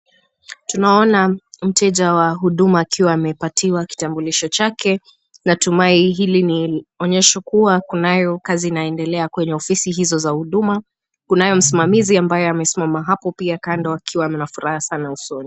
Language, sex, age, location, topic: Swahili, female, 25-35, Kisumu, government